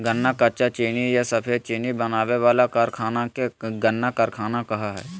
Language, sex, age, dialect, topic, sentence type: Magahi, male, 36-40, Southern, agriculture, statement